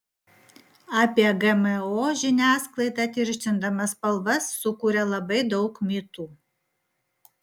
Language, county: Lithuanian, Vilnius